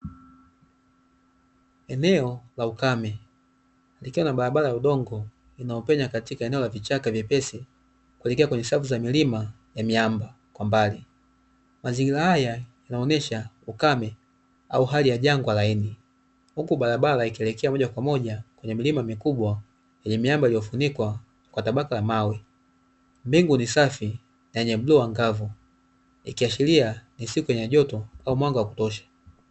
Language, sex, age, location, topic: Swahili, male, 25-35, Dar es Salaam, agriculture